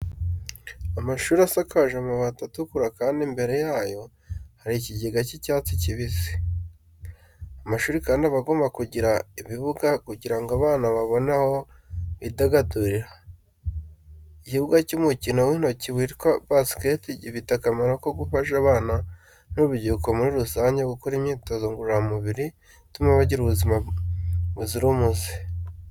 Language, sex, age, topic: Kinyarwanda, male, 18-24, education